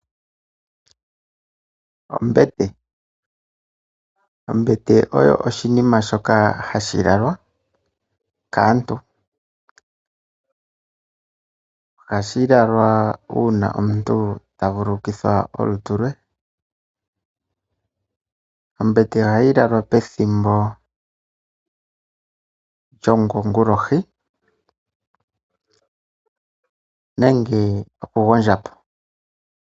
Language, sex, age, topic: Oshiwambo, male, 25-35, finance